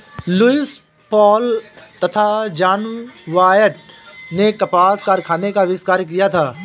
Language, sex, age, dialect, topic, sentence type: Hindi, male, 25-30, Awadhi Bundeli, agriculture, statement